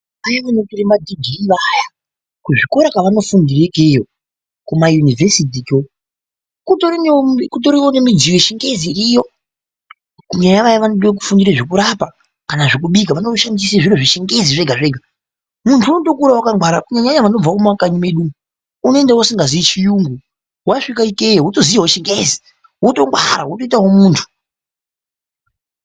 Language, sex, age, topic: Ndau, male, 25-35, education